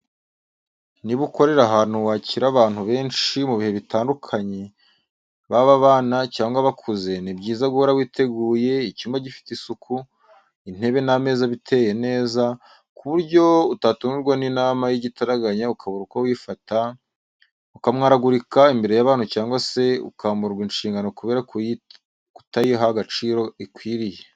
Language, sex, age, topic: Kinyarwanda, male, 18-24, education